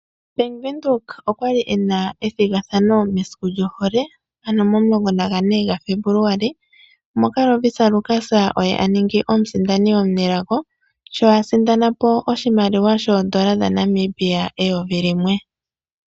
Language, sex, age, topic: Oshiwambo, male, 25-35, finance